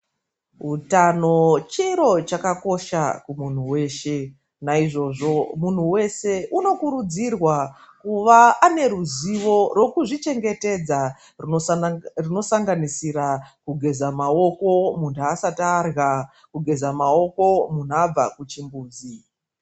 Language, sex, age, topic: Ndau, female, 36-49, health